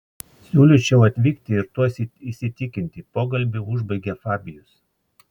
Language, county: Lithuanian, Klaipėda